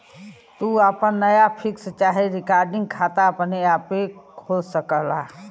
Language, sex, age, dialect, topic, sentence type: Bhojpuri, female, 60-100, Western, banking, statement